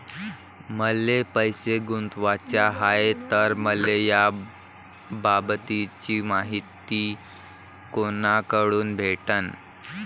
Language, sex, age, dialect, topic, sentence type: Marathi, male, 18-24, Varhadi, banking, question